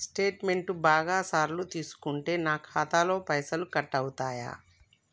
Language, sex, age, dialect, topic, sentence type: Telugu, female, 25-30, Telangana, banking, question